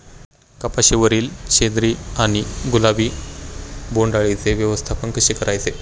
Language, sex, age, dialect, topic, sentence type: Marathi, male, 18-24, Standard Marathi, agriculture, question